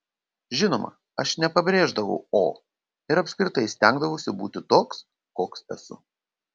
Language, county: Lithuanian, Panevėžys